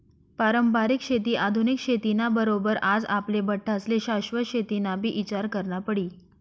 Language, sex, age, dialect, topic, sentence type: Marathi, female, 56-60, Northern Konkan, agriculture, statement